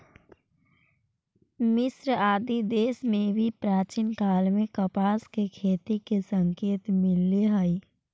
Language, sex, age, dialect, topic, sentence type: Magahi, female, 25-30, Central/Standard, agriculture, statement